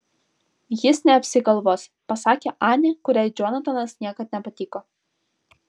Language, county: Lithuanian, Vilnius